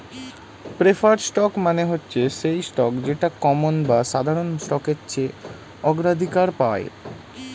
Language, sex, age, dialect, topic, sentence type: Bengali, male, 18-24, Standard Colloquial, banking, statement